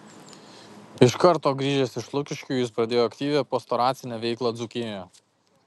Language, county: Lithuanian, Kaunas